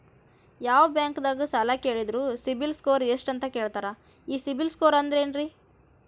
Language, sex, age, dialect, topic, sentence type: Kannada, female, 18-24, Dharwad Kannada, banking, question